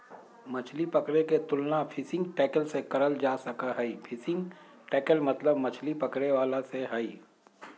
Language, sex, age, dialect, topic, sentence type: Magahi, male, 60-100, Southern, agriculture, statement